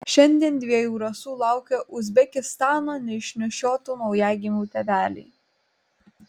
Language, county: Lithuanian, Kaunas